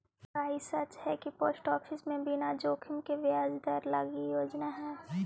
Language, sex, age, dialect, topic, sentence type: Magahi, female, 18-24, Central/Standard, banking, statement